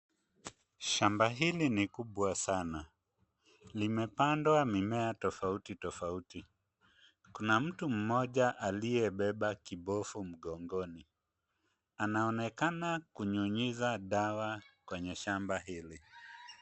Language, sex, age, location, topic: Swahili, male, 25-35, Kisumu, health